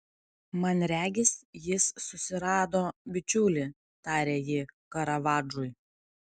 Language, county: Lithuanian, Kaunas